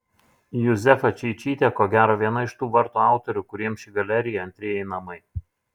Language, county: Lithuanian, Šiauliai